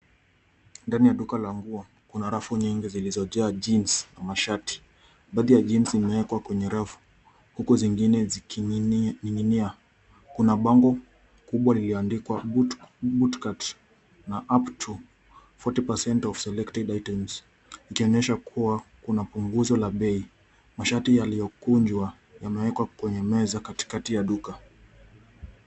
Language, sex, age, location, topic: Swahili, male, 18-24, Nairobi, finance